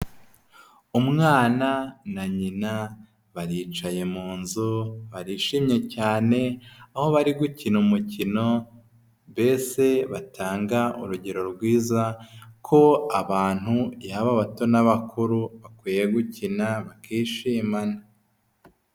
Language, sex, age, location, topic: Kinyarwanda, female, 18-24, Huye, health